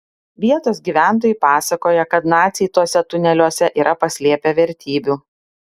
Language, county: Lithuanian, Klaipėda